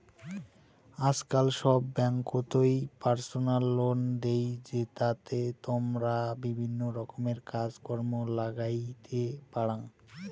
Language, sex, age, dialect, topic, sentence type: Bengali, male, 60-100, Rajbangshi, banking, statement